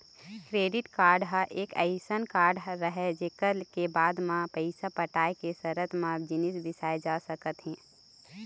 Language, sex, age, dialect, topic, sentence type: Chhattisgarhi, female, 25-30, Eastern, banking, statement